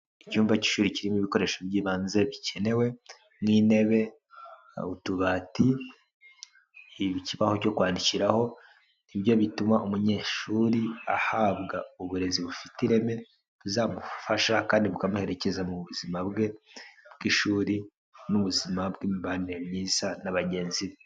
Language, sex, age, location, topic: Kinyarwanda, male, 25-35, Huye, education